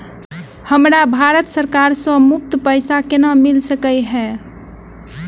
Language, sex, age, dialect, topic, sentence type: Maithili, female, 18-24, Southern/Standard, banking, question